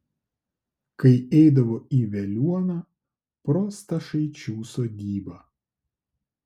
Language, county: Lithuanian, Klaipėda